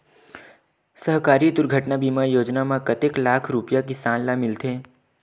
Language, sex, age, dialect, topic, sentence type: Chhattisgarhi, male, 18-24, Western/Budati/Khatahi, agriculture, question